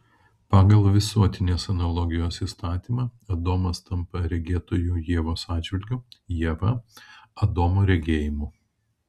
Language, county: Lithuanian, Kaunas